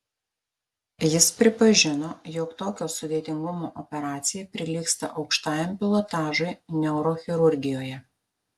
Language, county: Lithuanian, Marijampolė